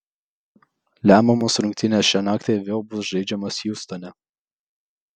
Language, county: Lithuanian, Vilnius